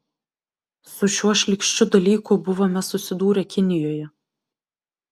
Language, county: Lithuanian, Vilnius